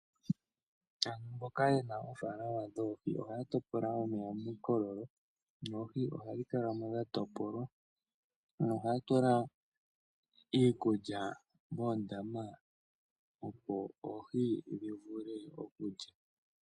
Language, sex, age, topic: Oshiwambo, male, 18-24, agriculture